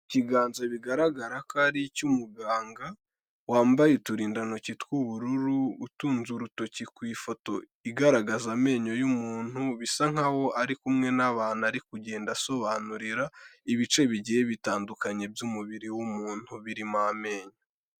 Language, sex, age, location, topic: Kinyarwanda, male, 18-24, Kigali, health